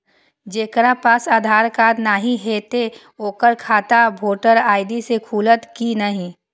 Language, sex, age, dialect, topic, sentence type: Maithili, female, 25-30, Eastern / Thethi, banking, question